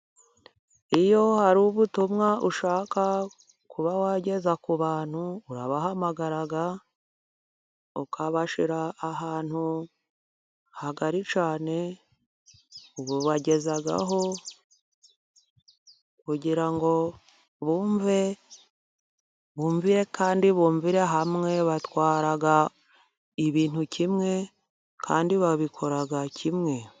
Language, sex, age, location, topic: Kinyarwanda, female, 50+, Musanze, government